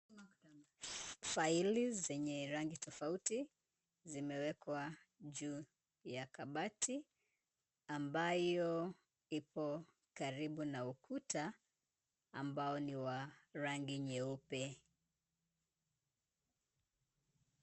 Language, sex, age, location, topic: Swahili, female, 25-35, Kisumu, education